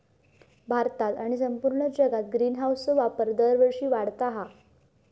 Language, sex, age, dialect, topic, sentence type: Marathi, female, 18-24, Southern Konkan, agriculture, statement